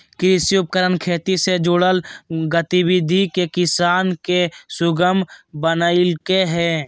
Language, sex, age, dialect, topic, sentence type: Magahi, male, 18-24, Southern, agriculture, statement